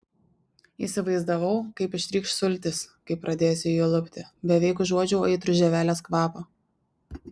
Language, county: Lithuanian, Šiauliai